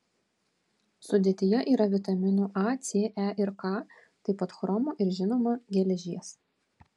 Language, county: Lithuanian, Vilnius